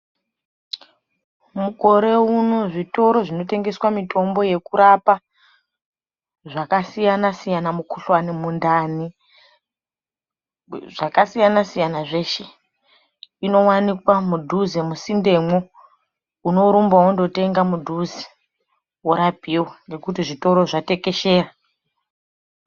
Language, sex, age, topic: Ndau, female, 25-35, health